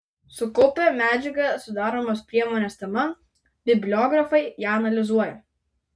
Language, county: Lithuanian, Vilnius